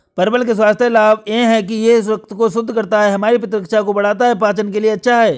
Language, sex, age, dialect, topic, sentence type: Hindi, male, 25-30, Awadhi Bundeli, agriculture, statement